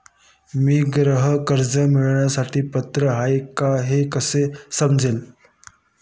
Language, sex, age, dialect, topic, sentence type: Marathi, male, 18-24, Standard Marathi, banking, question